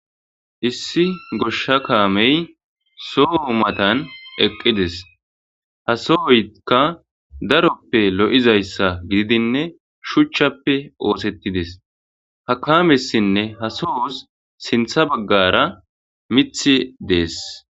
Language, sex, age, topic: Gamo, male, 25-35, agriculture